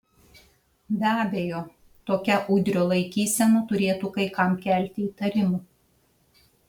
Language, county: Lithuanian, Šiauliai